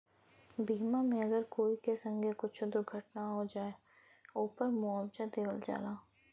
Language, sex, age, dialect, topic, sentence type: Bhojpuri, female, 25-30, Western, banking, statement